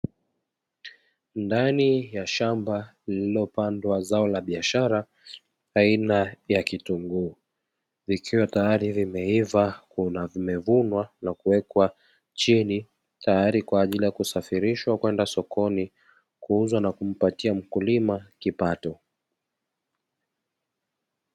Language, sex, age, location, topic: Swahili, male, 25-35, Dar es Salaam, agriculture